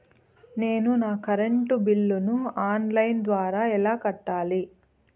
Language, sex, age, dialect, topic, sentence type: Telugu, female, 31-35, Southern, banking, question